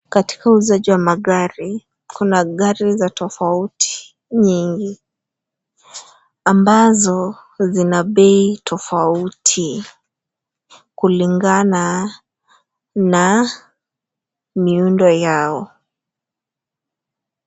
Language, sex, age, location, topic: Swahili, female, 18-24, Nairobi, finance